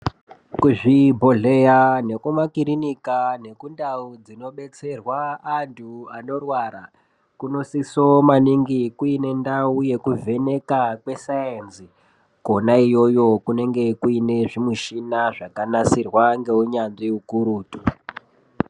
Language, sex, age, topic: Ndau, male, 18-24, health